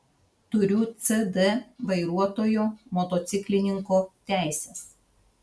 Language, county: Lithuanian, Šiauliai